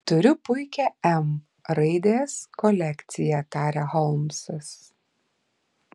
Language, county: Lithuanian, Klaipėda